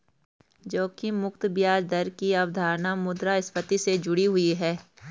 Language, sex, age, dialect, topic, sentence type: Hindi, female, 36-40, Garhwali, banking, statement